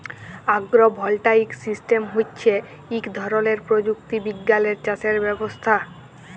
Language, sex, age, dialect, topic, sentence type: Bengali, female, 18-24, Jharkhandi, agriculture, statement